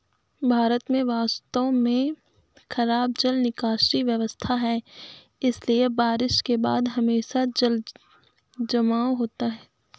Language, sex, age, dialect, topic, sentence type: Hindi, female, 25-30, Awadhi Bundeli, agriculture, statement